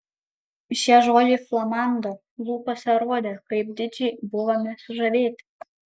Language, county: Lithuanian, Kaunas